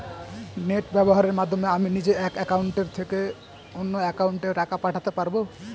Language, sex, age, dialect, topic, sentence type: Bengali, male, 18-24, Northern/Varendri, banking, question